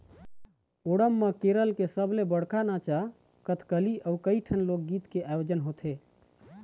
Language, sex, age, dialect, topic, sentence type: Chhattisgarhi, male, 31-35, Eastern, agriculture, statement